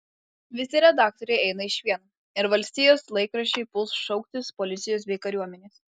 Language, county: Lithuanian, Alytus